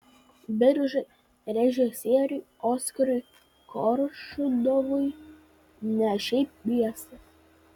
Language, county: Lithuanian, Vilnius